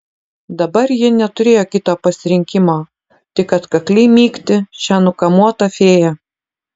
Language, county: Lithuanian, Utena